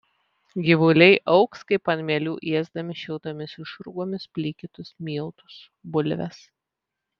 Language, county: Lithuanian, Vilnius